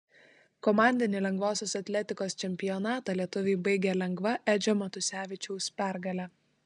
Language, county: Lithuanian, Klaipėda